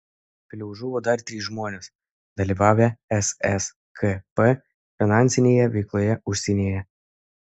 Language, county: Lithuanian, Kaunas